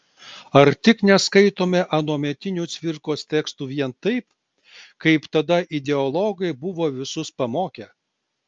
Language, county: Lithuanian, Klaipėda